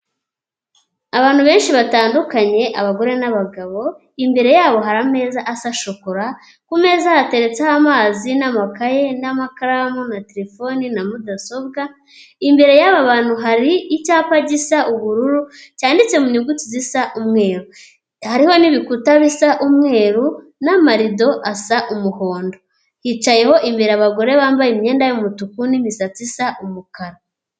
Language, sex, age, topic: Kinyarwanda, female, 18-24, government